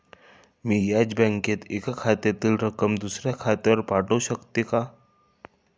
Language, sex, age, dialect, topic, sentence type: Marathi, male, 25-30, Standard Marathi, banking, question